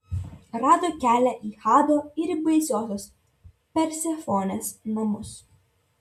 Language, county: Lithuanian, Vilnius